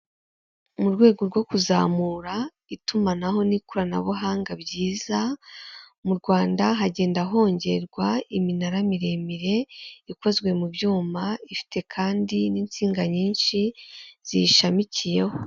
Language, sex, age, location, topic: Kinyarwanda, female, 18-24, Kigali, government